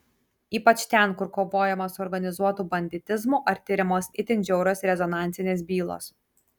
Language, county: Lithuanian, Kaunas